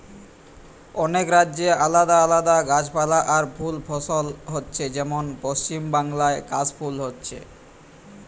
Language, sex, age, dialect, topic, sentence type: Bengali, male, 18-24, Western, agriculture, statement